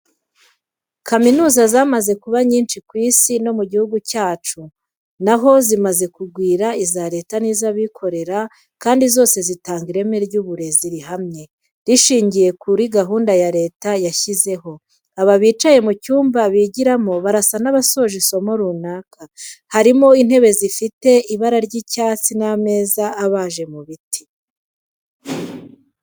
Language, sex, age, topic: Kinyarwanda, female, 25-35, education